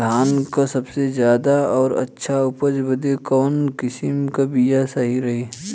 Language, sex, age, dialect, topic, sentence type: Bhojpuri, male, 25-30, Western, agriculture, question